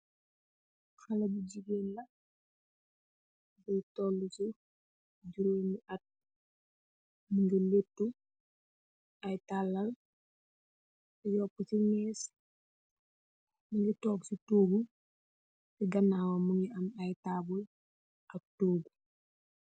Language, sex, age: Wolof, female, 18-24